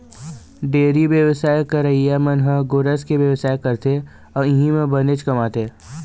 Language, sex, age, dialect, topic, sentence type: Chhattisgarhi, male, 46-50, Eastern, agriculture, statement